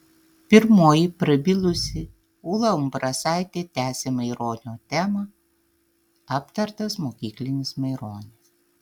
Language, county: Lithuanian, Tauragė